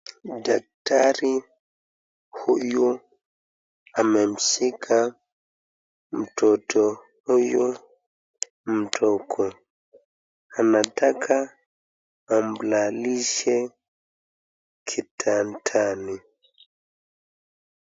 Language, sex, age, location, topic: Swahili, male, 25-35, Nakuru, health